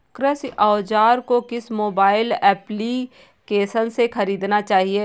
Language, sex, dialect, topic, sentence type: Hindi, female, Kanauji Braj Bhasha, agriculture, question